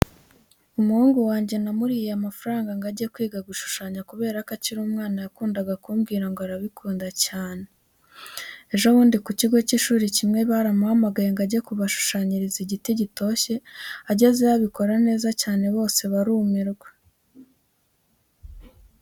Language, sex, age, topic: Kinyarwanda, female, 18-24, education